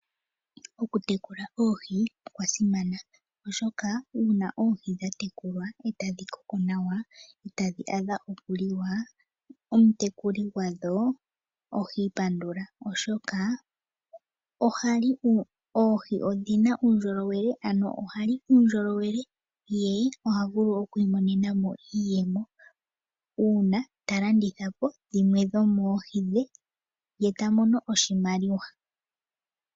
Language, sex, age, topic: Oshiwambo, female, 25-35, agriculture